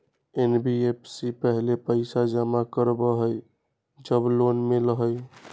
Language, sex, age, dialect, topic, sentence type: Magahi, male, 18-24, Western, banking, question